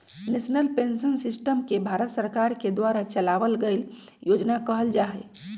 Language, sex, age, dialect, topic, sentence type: Magahi, female, 41-45, Western, banking, statement